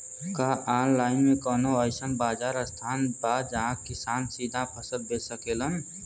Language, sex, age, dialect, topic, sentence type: Bhojpuri, male, 18-24, Western, agriculture, statement